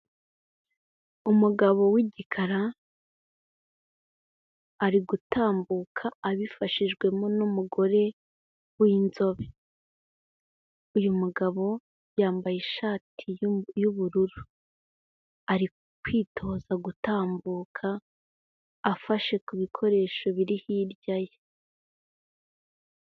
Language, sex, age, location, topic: Kinyarwanda, female, 18-24, Kigali, health